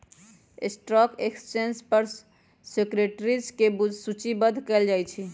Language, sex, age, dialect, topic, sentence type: Magahi, female, 31-35, Western, banking, statement